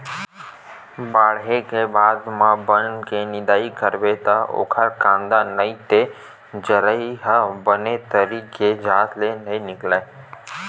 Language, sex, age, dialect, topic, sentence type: Chhattisgarhi, male, 18-24, Western/Budati/Khatahi, agriculture, statement